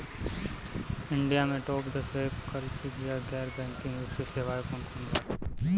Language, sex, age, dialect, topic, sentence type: Bhojpuri, male, 25-30, Northern, banking, question